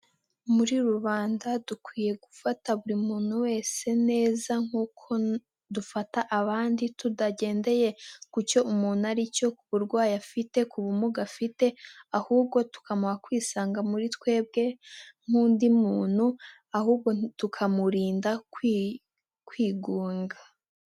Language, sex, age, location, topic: Kinyarwanda, female, 18-24, Nyagatare, health